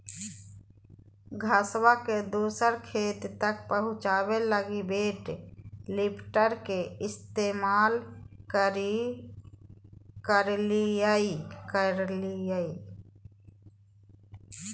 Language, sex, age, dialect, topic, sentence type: Magahi, female, 41-45, Southern, agriculture, statement